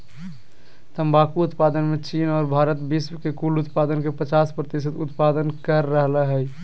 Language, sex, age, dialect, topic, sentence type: Magahi, male, 18-24, Southern, agriculture, statement